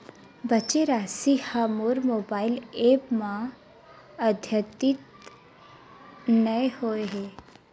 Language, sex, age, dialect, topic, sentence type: Chhattisgarhi, female, 18-24, Western/Budati/Khatahi, banking, statement